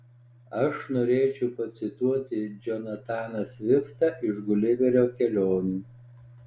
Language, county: Lithuanian, Alytus